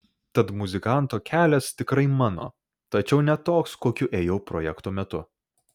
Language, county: Lithuanian, Vilnius